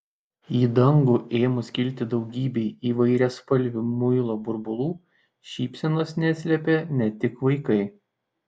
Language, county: Lithuanian, Šiauliai